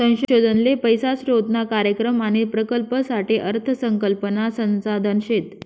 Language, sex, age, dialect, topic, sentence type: Marathi, female, 31-35, Northern Konkan, banking, statement